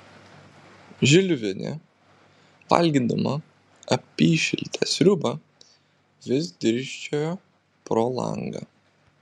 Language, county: Lithuanian, Vilnius